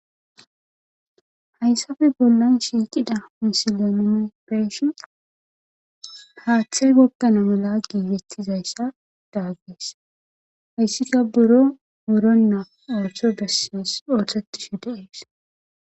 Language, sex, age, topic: Gamo, female, 18-24, government